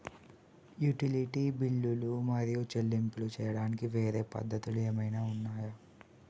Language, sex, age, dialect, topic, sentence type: Telugu, male, 18-24, Telangana, banking, question